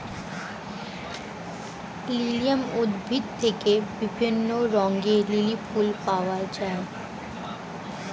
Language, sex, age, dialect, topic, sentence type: Bengali, female, 18-24, Standard Colloquial, agriculture, statement